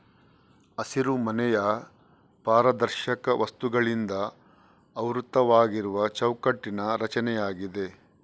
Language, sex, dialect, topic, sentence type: Kannada, male, Coastal/Dakshin, agriculture, statement